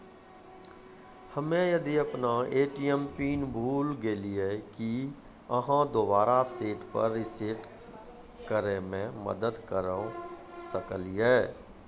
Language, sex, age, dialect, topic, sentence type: Maithili, male, 51-55, Angika, banking, question